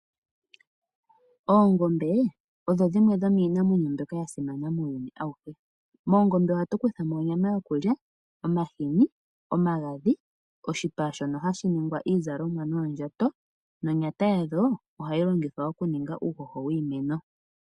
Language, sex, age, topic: Oshiwambo, female, 18-24, agriculture